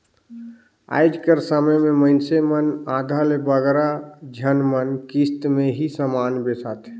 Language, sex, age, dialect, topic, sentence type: Chhattisgarhi, male, 31-35, Northern/Bhandar, banking, statement